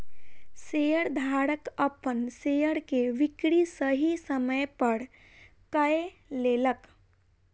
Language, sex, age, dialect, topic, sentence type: Maithili, female, 18-24, Southern/Standard, banking, statement